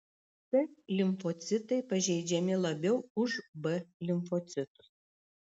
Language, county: Lithuanian, Klaipėda